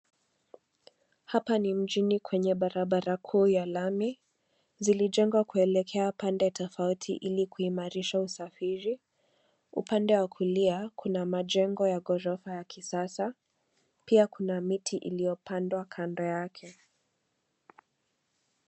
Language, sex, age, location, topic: Swahili, female, 18-24, Nairobi, government